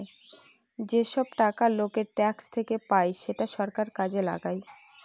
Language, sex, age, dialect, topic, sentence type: Bengali, female, 25-30, Northern/Varendri, banking, statement